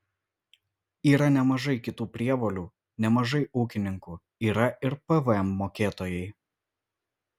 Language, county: Lithuanian, Vilnius